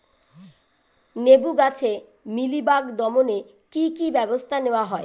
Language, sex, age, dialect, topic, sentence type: Bengali, female, 41-45, Rajbangshi, agriculture, question